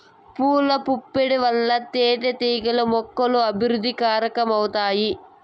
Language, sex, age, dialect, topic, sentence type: Telugu, female, 18-24, Southern, agriculture, statement